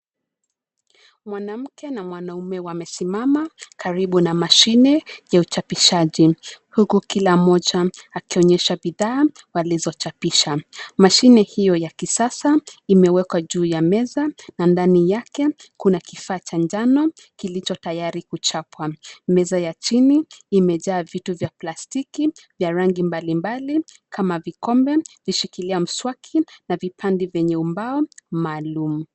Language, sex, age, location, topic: Swahili, female, 25-35, Nairobi, education